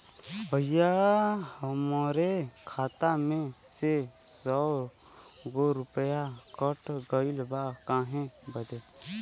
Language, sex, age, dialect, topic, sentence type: Bhojpuri, male, 18-24, Western, banking, question